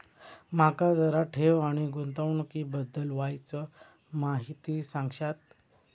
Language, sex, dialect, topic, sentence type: Marathi, male, Southern Konkan, banking, question